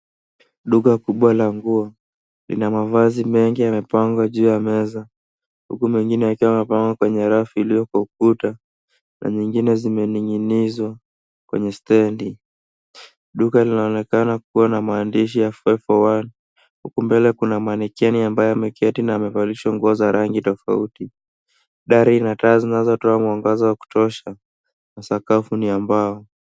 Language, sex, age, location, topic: Swahili, male, 18-24, Nairobi, finance